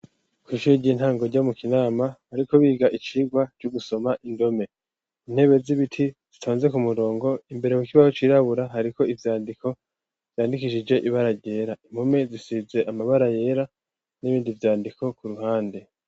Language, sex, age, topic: Rundi, male, 18-24, education